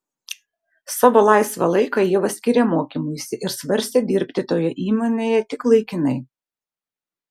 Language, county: Lithuanian, Vilnius